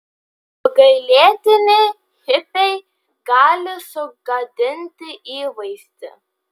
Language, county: Lithuanian, Vilnius